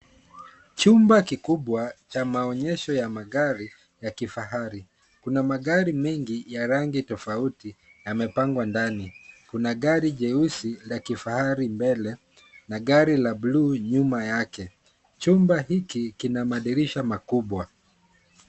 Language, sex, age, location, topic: Swahili, male, 25-35, Kisumu, finance